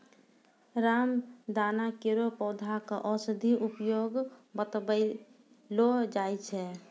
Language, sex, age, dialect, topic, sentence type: Maithili, female, 60-100, Angika, agriculture, statement